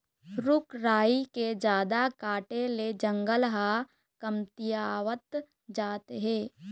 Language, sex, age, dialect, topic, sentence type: Chhattisgarhi, female, 51-55, Eastern, agriculture, statement